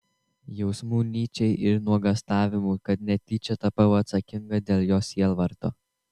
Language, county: Lithuanian, Tauragė